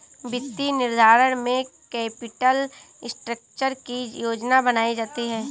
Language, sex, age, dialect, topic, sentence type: Hindi, female, 18-24, Awadhi Bundeli, banking, statement